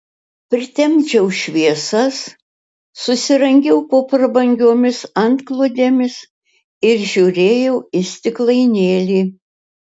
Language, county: Lithuanian, Utena